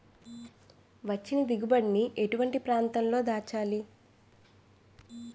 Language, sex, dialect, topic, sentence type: Telugu, female, Utterandhra, agriculture, question